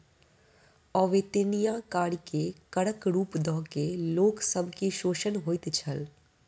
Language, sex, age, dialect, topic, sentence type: Maithili, female, 25-30, Southern/Standard, banking, statement